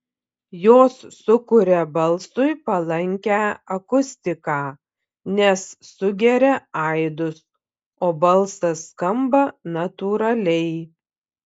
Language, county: Lithuanian, Panevėžys